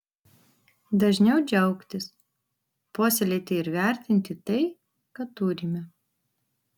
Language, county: Lithuanian, Vilnius